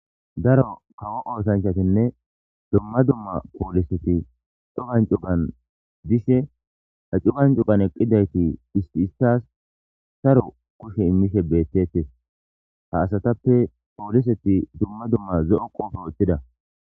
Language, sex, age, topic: Gamo, male, 25-35, government